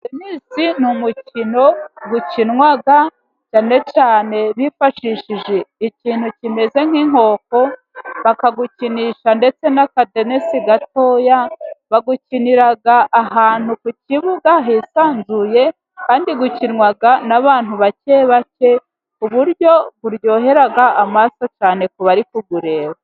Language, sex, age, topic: Kinyarwanda, female, 36-49, government